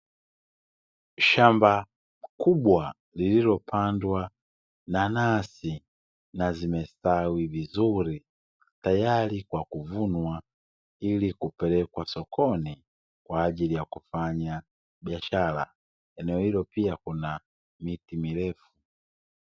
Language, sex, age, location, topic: Swahili, male, 25-35, Dar es Salaam, agriculture